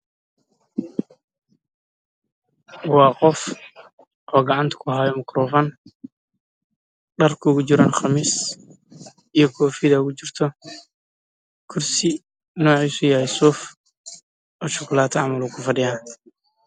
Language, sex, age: Somali, male, 18-24